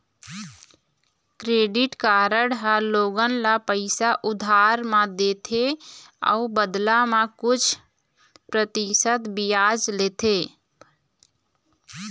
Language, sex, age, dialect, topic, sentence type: Chhattisgarhi, female, 25-30, Eastern, banking, statement